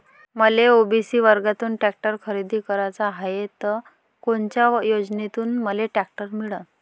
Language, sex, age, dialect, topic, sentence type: Marathi, female, 25-30, Varhadi, agriculture, question